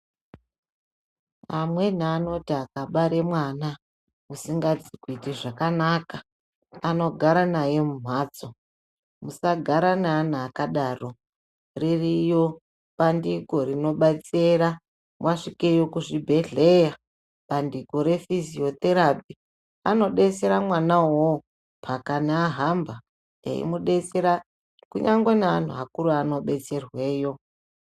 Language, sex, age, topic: Ndau, female, 36-49, health